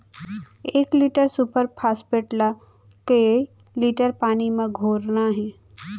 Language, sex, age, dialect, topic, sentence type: Chhattisgarhi, female, 25-30, Central, agriculture, question